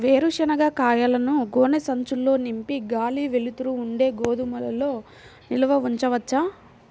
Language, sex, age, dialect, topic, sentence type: Telugu, female, 41-45, Central/Coastal, agriculture, question